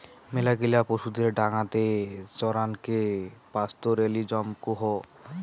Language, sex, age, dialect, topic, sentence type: Bengali, male, 60-100, Rajbangshi, agriculture, statement